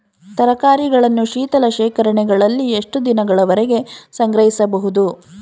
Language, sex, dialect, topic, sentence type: Kannada, female, Mysore Kannada, agriculture, question